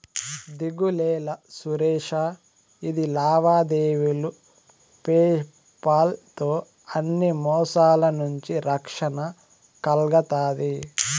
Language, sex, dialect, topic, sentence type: Telugu, male, Southern, banking, statement